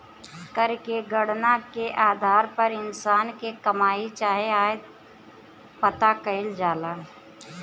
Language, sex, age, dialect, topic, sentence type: Bhojpuri, female, 31-35, Southern / Standard, banking, statement